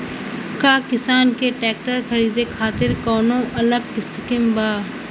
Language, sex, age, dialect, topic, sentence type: Bhojpuri, female, <18, Western, agriculture, statement